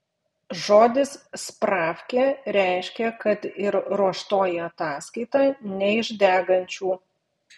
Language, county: Lithuanian, Vilnius